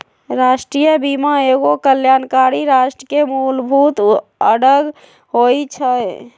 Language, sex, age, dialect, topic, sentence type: Magahi, female, 18-24, Western, banking, statement